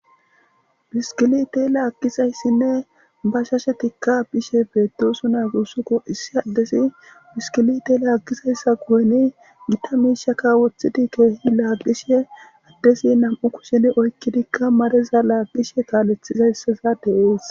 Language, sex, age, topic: Gamo, male, 18-24, government